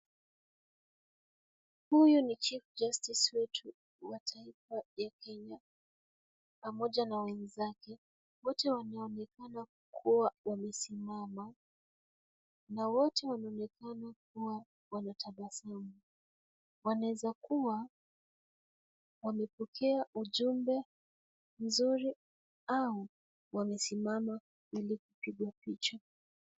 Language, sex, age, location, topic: Swahili, female, 25-35, Kisumu, government